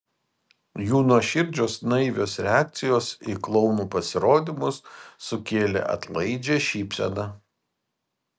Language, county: Lithuanian, Vilnius